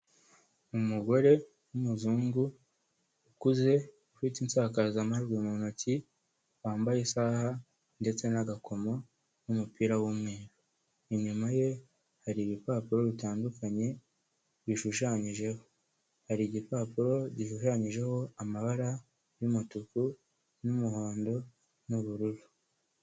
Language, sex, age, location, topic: Kinyarwanda, male, 18-24, Kigali, health